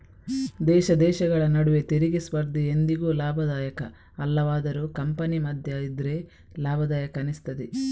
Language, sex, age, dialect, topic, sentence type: Kannada, female, 25-30, Coastal/Dakshin, banking, statement